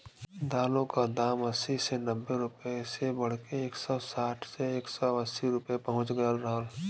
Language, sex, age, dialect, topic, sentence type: Bhojpuri, male, 25-30, Western, agriculture, statement